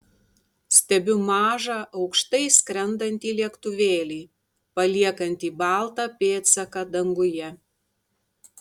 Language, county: Lithuanian, Tauragė